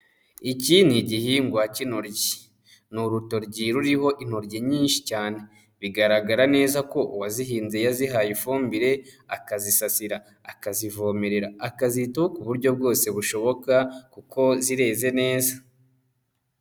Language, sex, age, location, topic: Kinyarwanda, male, 25-35, Kigali, agriculture